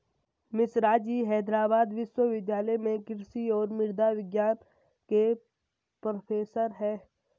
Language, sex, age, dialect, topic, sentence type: Hindi, male, 18-24, Marwari Dhudhari, agriculture, statement